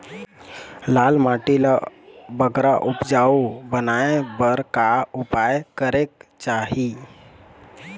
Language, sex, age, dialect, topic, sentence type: Chhattisgarhi, male, 25-30, Eastern, agriculture, question